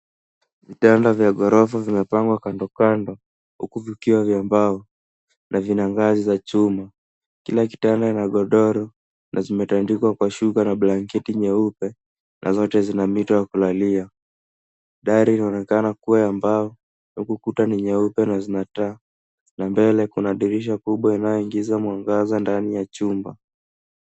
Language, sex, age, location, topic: Swahili, male, 18-24, Nairobi, education